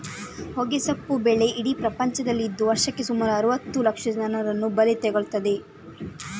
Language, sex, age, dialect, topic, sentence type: Kannada, female, 31-35, Coastal/Dakshin, agriculture, statement